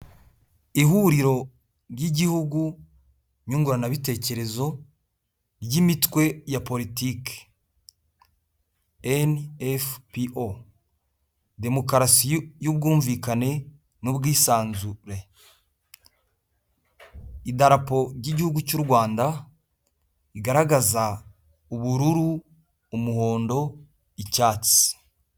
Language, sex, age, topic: Kinyarwanda, male, 18-24, government